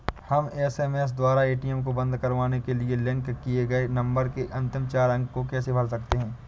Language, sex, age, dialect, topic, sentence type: Hindi, male, 18-24, Awadhi Bundeli, banking, question